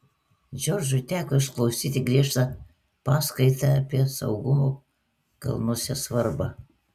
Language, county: Lithuanian, Klaipėda